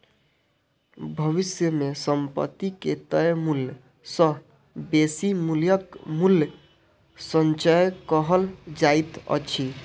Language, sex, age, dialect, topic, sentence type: Maithili, male, 18-24, Southern/Standard, banking, statement